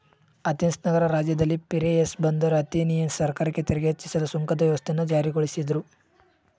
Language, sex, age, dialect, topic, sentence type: Kannada, male, 18-24, Mysore Kannada, banking, statement